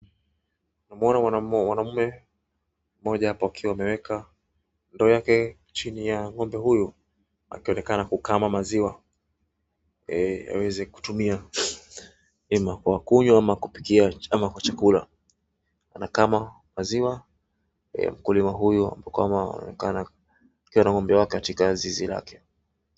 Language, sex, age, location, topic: Swahili, male, 25-35, Wajir, agriculture